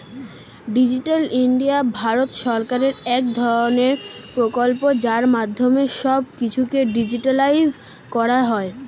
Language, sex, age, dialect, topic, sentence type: Bengali, male, 36-40, Standard Colloquial, banking, statement